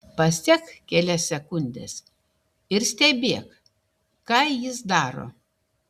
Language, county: Lithuanian, Šiauliai